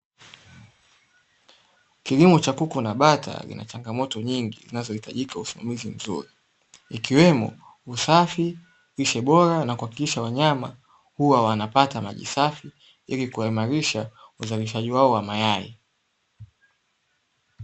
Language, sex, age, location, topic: Swahili, male, 18-24, Dar es Salaam, agriculture